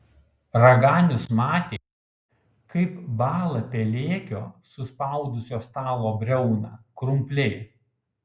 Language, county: Lithuanian, Kaunas